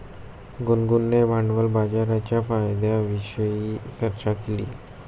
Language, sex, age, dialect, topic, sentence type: Marathi, male, 25-30, Standard Marathi, banking, statement